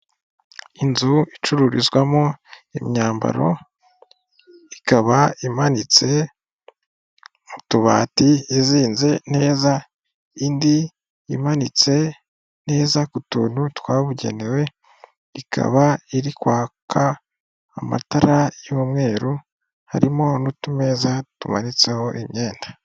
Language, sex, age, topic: Kinyarwanda, male, 18-24, finance